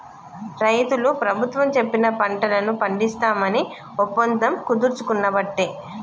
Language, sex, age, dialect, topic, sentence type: Telugu, female, 36-40, Telangana, agriculture, statement